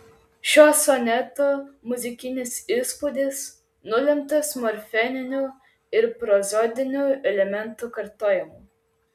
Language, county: Lithuanian, Klaipėda